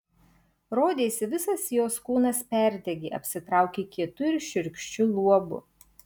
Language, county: Lithuanian, Marijampolė